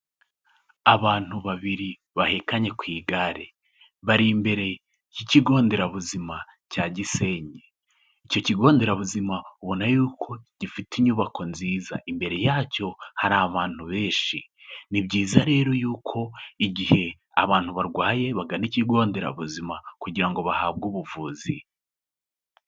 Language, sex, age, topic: Kinyarwanda, male, 18-24, health